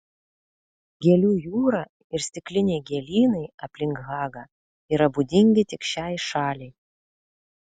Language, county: Lithuanian, Vilnius